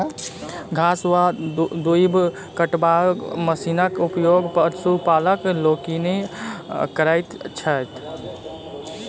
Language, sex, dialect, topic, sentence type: Maithili, male, Southern/Standard, agriculture, statement